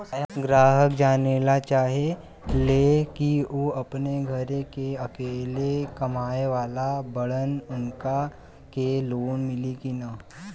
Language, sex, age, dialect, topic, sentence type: Bhojpuri, male, 18-24, Western, banking, question